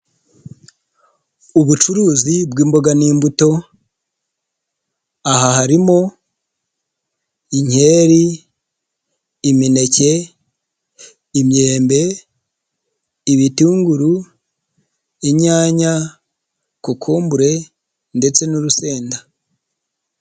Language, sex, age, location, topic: Kinyarwanda, male, 25-35, Nyagatare, agriculture